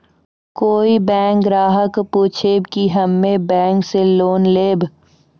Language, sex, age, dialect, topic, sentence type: Maithili, female, 41-45, Angika, banking, question